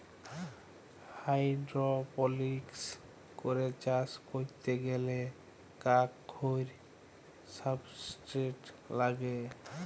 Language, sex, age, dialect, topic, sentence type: Bengali, male, 25-30, Jharkhandi, agriculture, statement